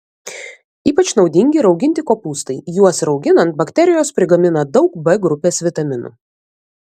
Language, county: Lithuanian, Vilnius